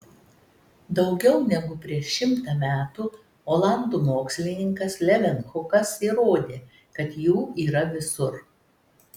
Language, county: Lithuanian, Telšiai